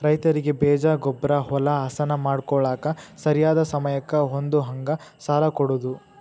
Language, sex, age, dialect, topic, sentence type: Kannada, male, 18-24, Dharwad Kannada, agriculture, statement